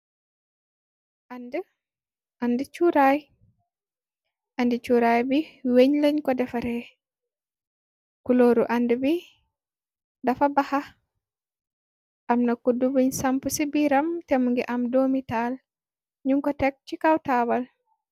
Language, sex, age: Wolof, female, 18-24